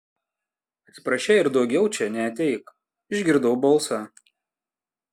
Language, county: Lithuanian, Panevėžys